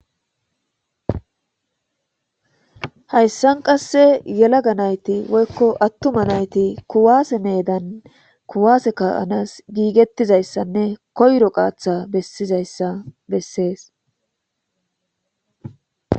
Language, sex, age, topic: Gamo, female, 18-24, government